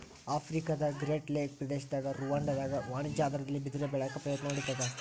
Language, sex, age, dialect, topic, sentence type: Kannada, male, 41-45, Central, agriculture, statement